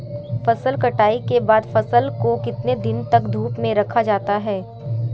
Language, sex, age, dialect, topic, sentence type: Hindi, female, 18-24, Marwari Dhudhari, agriculture, question